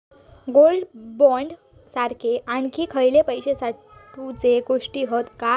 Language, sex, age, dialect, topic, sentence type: Marathi, female, 18-24, Southern Konkan, banking, question